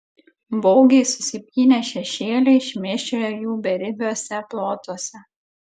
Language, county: Lithuanian, Klaipėda